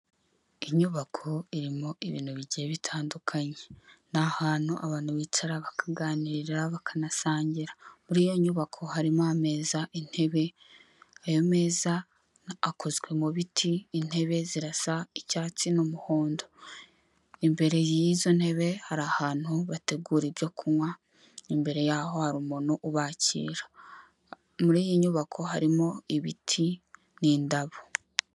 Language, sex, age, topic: Kinyarwanda, female, 18-24, finance